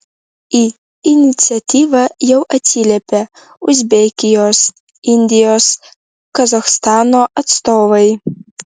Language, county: Lithuanian, Vilnius